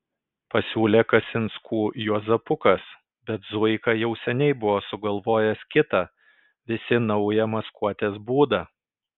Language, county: Lithuanian, Kaunas